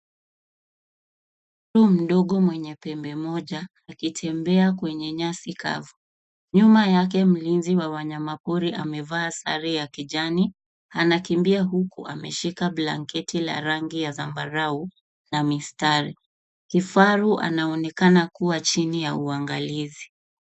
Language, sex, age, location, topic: Swahili, female, 25-35, Nairobi, government